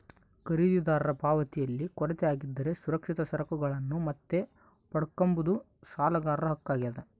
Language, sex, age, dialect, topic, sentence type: Kannada, male, 18-24, Central, banking, statement